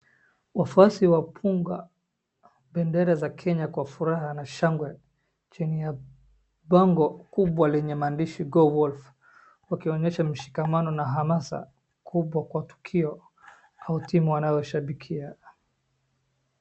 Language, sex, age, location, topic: Swahili, male, 18-24, Wajir, government